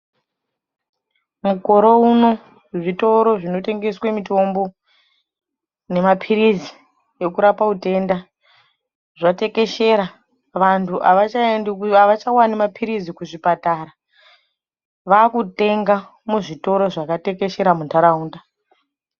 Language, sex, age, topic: Ndau, female, 25-35, health